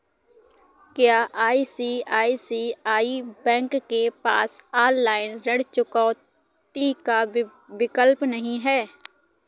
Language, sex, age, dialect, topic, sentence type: Hindi, female, 18-24, Awadhi Bundeli, banking, question